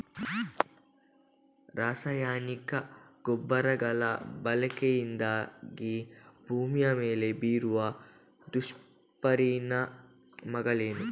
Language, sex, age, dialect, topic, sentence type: Kannada, female, 18-24, Coastal/Dakshin, agriculture, question